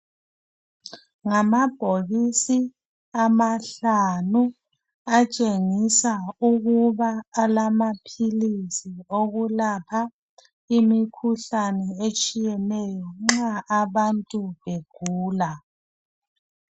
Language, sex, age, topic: North Ndebele, female, 36-49, health